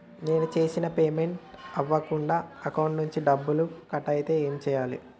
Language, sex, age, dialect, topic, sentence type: Telugu, male, 18-24, Telangana, banking, question